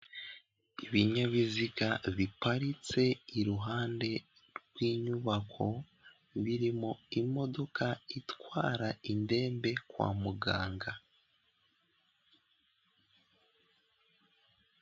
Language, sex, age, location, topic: Kinyarwanda, male, 18-24, Kigali, government